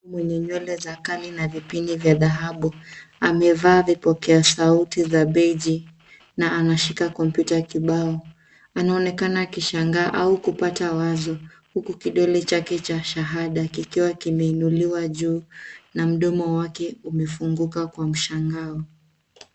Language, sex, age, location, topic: Swahili, female, 18-24, Nairobi, education